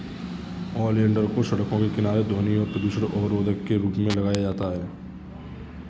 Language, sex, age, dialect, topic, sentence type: Hindi, male, 25-30, Kanauji Braj Bhasha, agriculture, statement